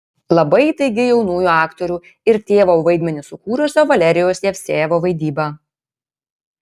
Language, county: Lithuanian, Kaunas